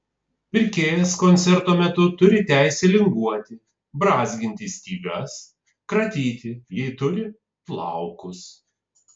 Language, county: Lithuanian, Vilnius